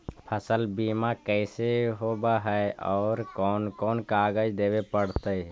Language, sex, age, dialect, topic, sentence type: Magahi, male, 51-55, Central/Standard, agriculture, question